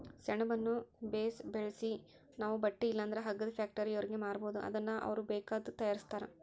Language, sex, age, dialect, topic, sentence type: Kannada, female, 41-45, Central, agriculture, statement